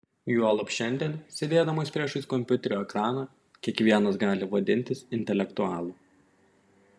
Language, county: Lithuanian, Panevėžys